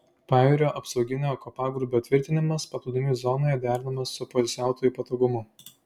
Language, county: Lithuanian, Klaipėda